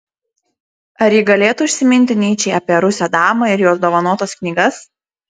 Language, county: Lithuanian, Šiauliai